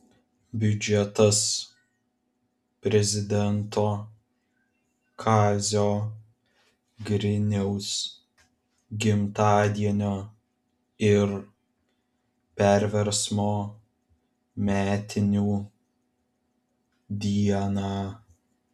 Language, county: Lithuanian, Vilnius